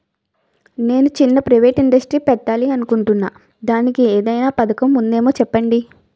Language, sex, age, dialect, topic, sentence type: Telugu, female, 18-24, Utterandhra, banking, question